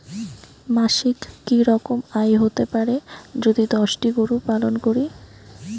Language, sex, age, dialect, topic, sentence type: Bengali, female, 18-24, Rajbangshi, agriculture, question